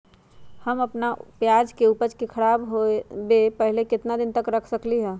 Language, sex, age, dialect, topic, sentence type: Magahi, female, 46-50, Western, agriculture, question